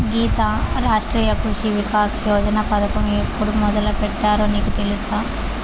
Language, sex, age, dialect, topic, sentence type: Telugu, female, 18-24, Southern, agriculture, statement